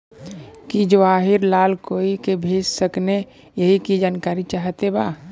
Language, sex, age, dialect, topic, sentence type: Bhojpuri, male, 25-30, Western, banking, question